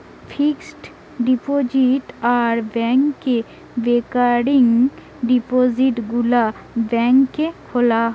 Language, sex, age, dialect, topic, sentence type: Bengali, female, 18-24, Western, banking, statement